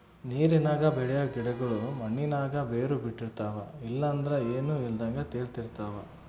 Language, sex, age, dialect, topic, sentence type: Kannada, male, 25-30, Central, agriculture, statement